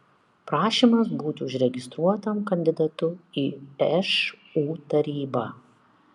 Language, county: Lithuanian, Kaunas